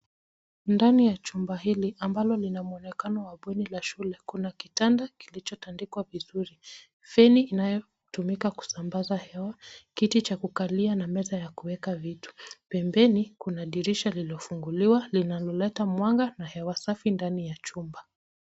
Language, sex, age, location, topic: Swahili, female, 25-35, Nairobi, education